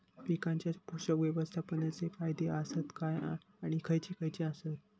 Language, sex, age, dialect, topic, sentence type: Marathi, male, 60-100, Southern Konkan, agriculture, question